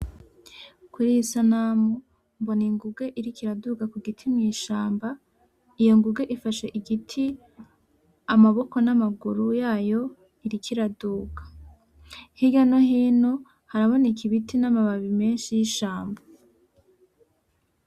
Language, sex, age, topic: Rundi, female, 18-24, agriculture